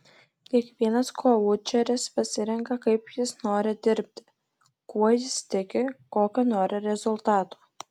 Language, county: Lithuanian, Alytus